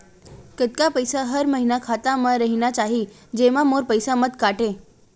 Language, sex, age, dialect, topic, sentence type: Chhattisgarhi, female, 18-24, Western/Budati/Khatahi, banking, question